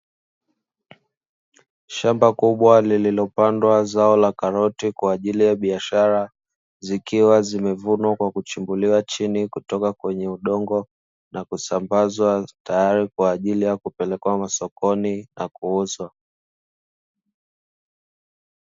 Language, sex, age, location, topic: Swahili, male, 18-24, Dar es Salaam, agriculture